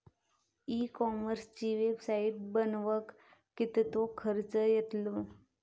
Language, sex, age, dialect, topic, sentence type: Marathi, female, 25-30, Southern Konkan, agriculture, question